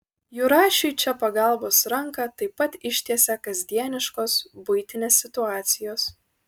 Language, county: Lithuanian, Vilnius